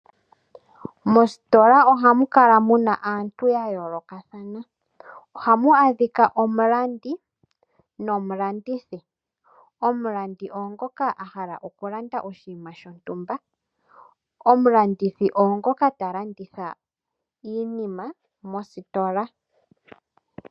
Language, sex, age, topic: Oshiwambo, female, 18-24, finance